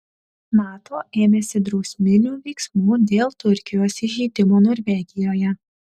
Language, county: Lithuanian, Šiauliai